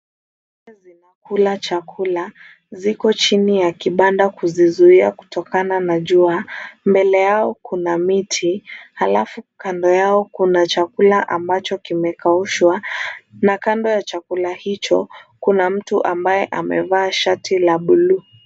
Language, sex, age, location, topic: Swahili, female, 18-24, Kisumu, agriculture